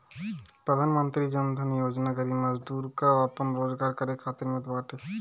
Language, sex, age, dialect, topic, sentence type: Bhojpuri, male, 18-24, Northern, banking, statement